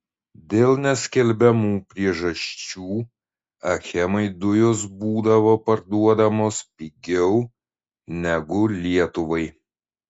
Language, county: Lithuanian, Šiauliai